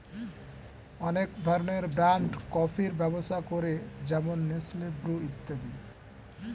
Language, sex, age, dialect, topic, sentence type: Bengali, male, 18-24, Standard Colloquial, agriculture, statement